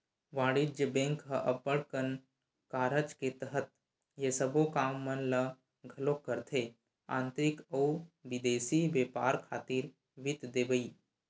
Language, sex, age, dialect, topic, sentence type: Chhattisgarhi, male, 18-24, Western/Budati/Khatahi, banking, statement